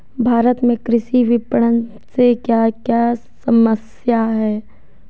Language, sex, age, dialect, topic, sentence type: Hindi, female, 18-24, Marwari Dhudhari, agriculture, question